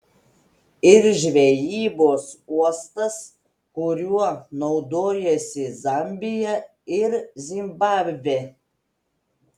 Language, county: Lithuanian, Telšiai